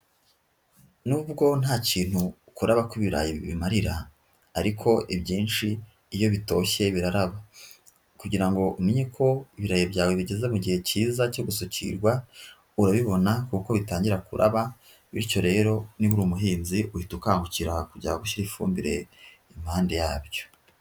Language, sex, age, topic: Kinyarwanda, female, 25-35, agriculture